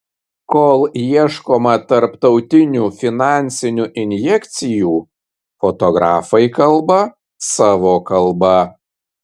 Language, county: Lithuanian, Kaunas